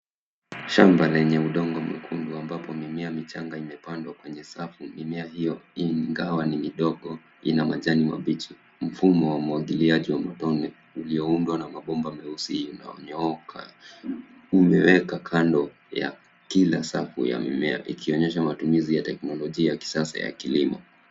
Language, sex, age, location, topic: Swahili, male, 25-35, Nairobi, agriculture